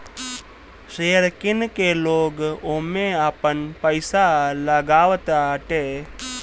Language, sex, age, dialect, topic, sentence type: Bhojpuri, male, 18-24, Northern, banking, statement